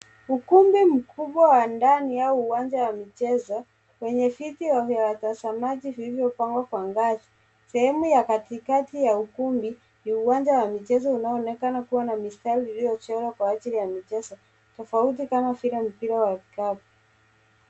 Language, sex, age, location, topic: Swahili, male, 25-35, Nairobi, education